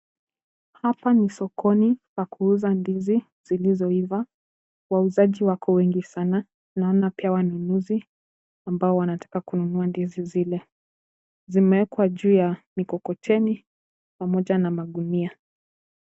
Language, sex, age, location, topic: Swahili, female, 18-24, Kisumu, agriculture